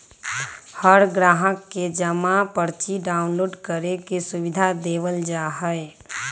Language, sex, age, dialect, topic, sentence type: Magahi, female, 25-30, Western, banking, statement